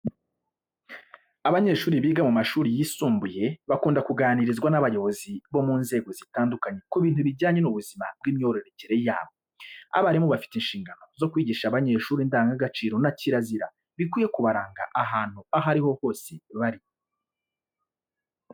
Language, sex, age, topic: Kinyarwanda, male, 25-35, education